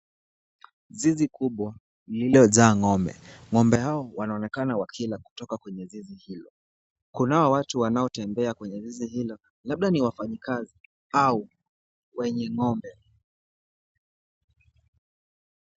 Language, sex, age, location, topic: Swahili, male, 18-24, Kisumu, agriculture